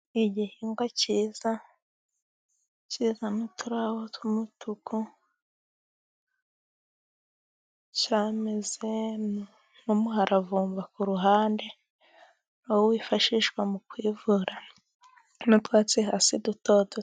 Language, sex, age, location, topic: Kinyarwanda, female, 18-24, Musanze, health